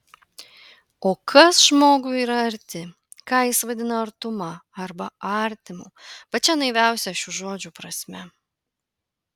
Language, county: Lithuanian, Panevėžys